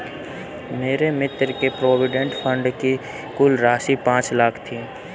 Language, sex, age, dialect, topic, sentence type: Hindi, male, 31-35, Kanauji Braj Bhasha, banking, statement